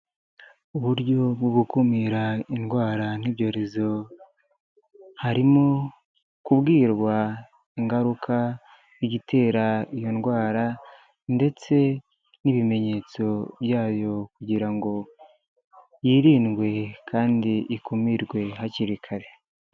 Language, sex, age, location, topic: Kinyarwanda, male, 25-35, Huye, health